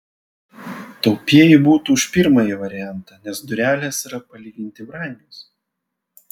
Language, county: Lithuanian, Vilnius